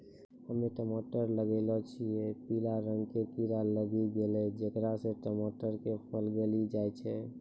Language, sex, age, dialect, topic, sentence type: Maithili, male, 25-30, Angika, agriculture, question